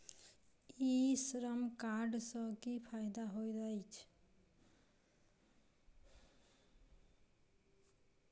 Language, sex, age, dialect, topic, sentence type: Maithili, female, 25-30, Southern/Standard, banking, question